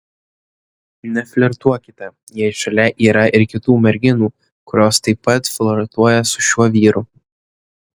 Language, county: Lithuanian, Kaunas